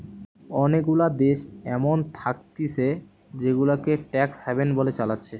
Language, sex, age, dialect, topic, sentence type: Bengali, male, 18-24, Western, banking, statement